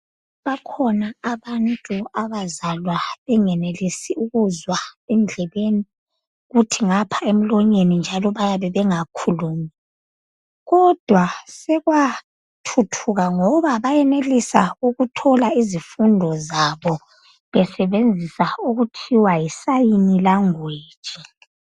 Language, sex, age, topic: North Ndebele, male, 25-35, education